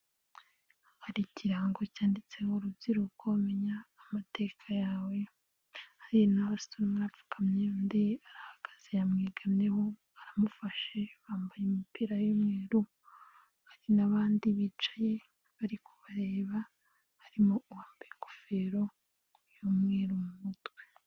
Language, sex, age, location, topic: Kinyarwanda, female, 18-24, Nyagatare, government